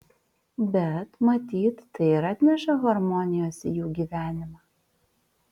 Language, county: Lithuanian, Vilnius